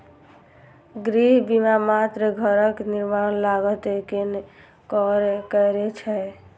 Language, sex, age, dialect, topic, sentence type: Maithili, male, 25-30, Eastern / Thethi, banking, statement